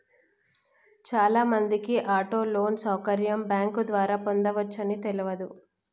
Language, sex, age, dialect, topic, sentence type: Telugu, female, 25-30, Telangana, banking, statement